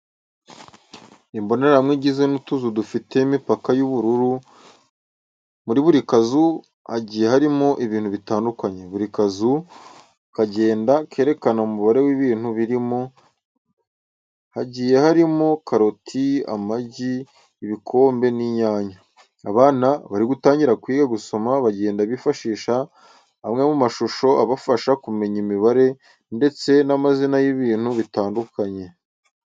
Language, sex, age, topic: Kinyarwanda, male, 18-24, education